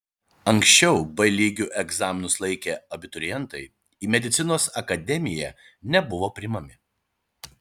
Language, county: Lithuanian, Šiauliai